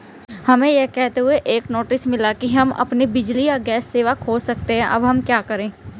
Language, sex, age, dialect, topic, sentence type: Hindi, female, 25-30, Hindustani Malvi Khadi Boli, banking, question